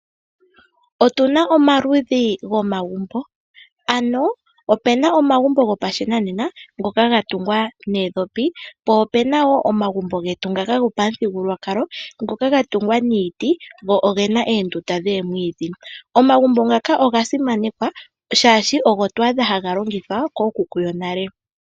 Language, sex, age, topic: Oshiwambo, female, 18-24, agriculture